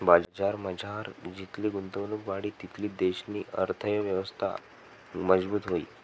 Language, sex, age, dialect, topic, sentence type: Marathi, male, 18-24, Northern Konkan, banking, statement